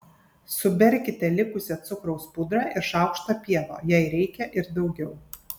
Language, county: Lithuanian, Kaunas